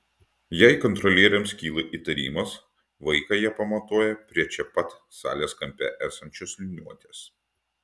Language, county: Lithuanian, Utena